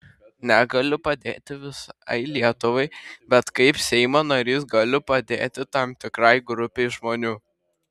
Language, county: Lithuanian, Šiauliai